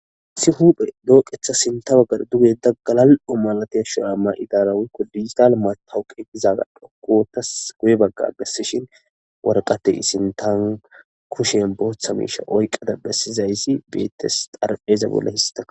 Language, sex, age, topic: Gamo, male, 25-35, government